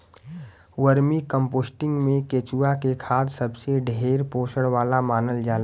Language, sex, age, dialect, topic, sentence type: Bhojpuri, male, 18-24, Western, agriculture, statement